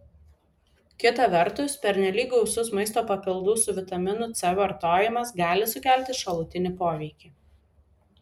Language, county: Lithuanian, Vilnius